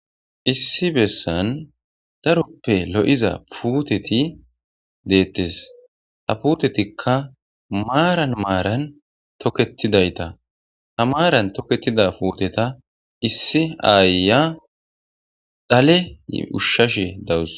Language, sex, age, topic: Gamo, male, 25-35, agriculture